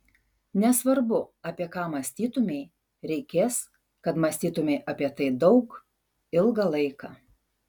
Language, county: Lithuanian, Šiauliai